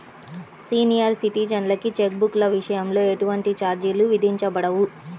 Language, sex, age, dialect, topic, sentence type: Telugu, female, 31-35, Central/Coastal, banking, statement